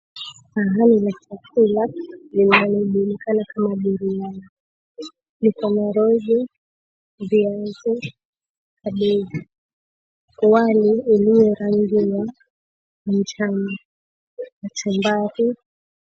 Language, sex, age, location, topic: Swahili, female, 18-24, Mombasa, agriculture